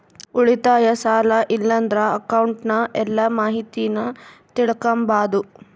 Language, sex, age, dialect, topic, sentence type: Kannada, female, 25-30, Central, banking, statement